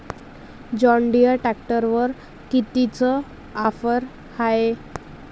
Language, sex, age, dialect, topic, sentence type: Marathi, female, 25-30, Varhadi, agriculture, question